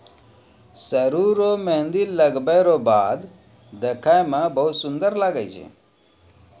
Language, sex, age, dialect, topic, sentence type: Maithili, male, 41-45, Angika, agriculture, statement